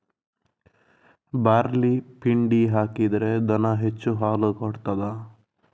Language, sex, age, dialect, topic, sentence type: Kannada, male, 25-30, Coastal/Dakshin, agriculture, question